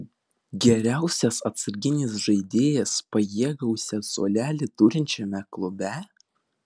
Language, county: Lithuanian, Vilnius